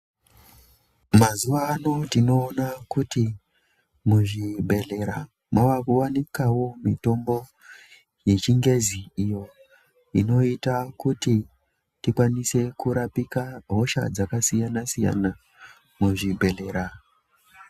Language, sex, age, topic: Ndau, male, 25-35, health